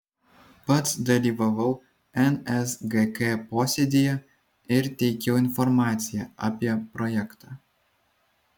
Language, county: Lithuanian, Vilnius